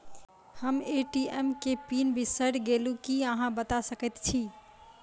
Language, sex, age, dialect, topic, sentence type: Maithili, female, 25-30, Southern/Standard, banking, question